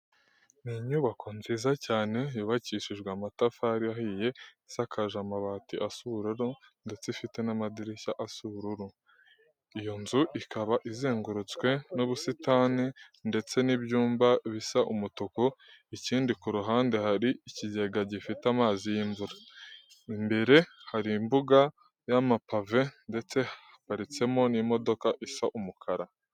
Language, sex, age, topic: Kinyarwanda, male, 18-24, education